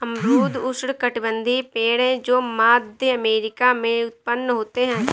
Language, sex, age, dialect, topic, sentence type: Hindi, female, 18-24, Awadhi Bundeli, agriculture, statement